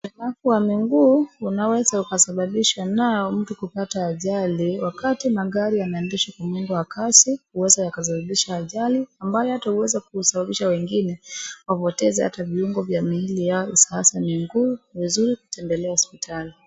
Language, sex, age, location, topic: Swahili, female, 25-35, Wajir, health